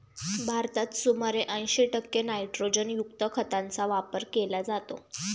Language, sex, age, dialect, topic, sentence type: Marathi, female, 18-24, Standard Marathi, agriculture, statement